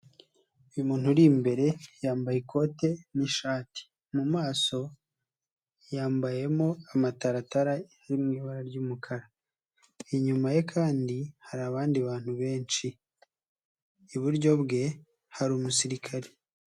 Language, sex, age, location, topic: Kinyarwanda, male, 25-35, Nyagatare, government